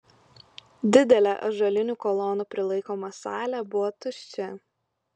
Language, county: Lithuanian, Klaipėda